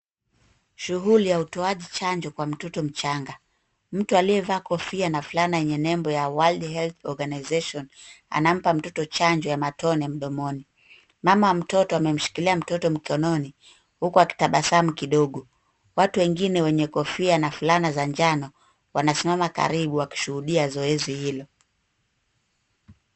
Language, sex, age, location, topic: Swahili, female, 18-24, Nairobi, health